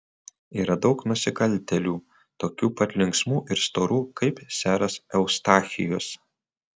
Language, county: Lithuanian, Utena